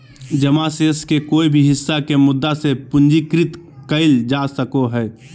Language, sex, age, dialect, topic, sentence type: Magahi, male, 18-24, Southern, banking, statement